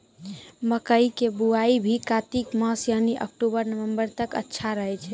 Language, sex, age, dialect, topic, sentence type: Maithili, female, 18-24, Angika, agriculture, question